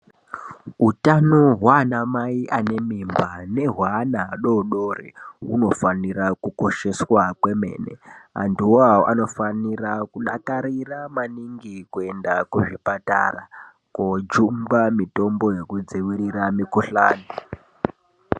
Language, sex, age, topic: Ndau, male, 18-24, health